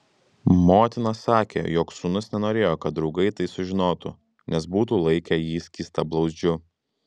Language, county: Lithuanian, Klaipėda